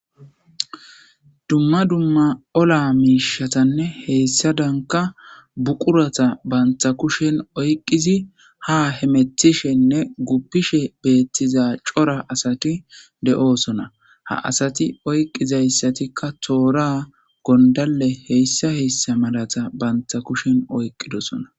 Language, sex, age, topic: Gamo, male, 25-35, government